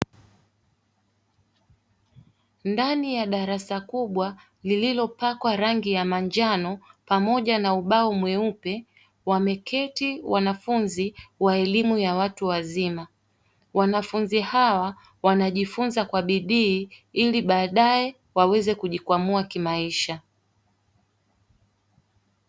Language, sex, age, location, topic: Swahili, female, 18-24, Dar es Salaam, education